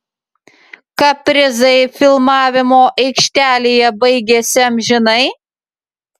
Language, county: Lithuanian, Utena